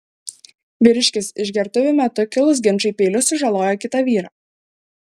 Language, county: Lithuanian, Šiauliai